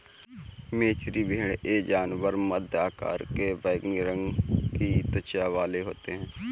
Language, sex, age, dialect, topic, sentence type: Hindi, male, 18-24, Kanauji Braj Bhasha, agriculture, statement